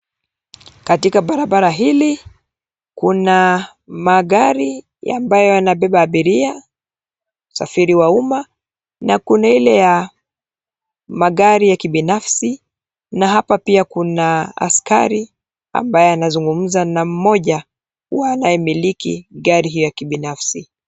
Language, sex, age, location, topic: Swahili, female, 25-35, Nairobi, government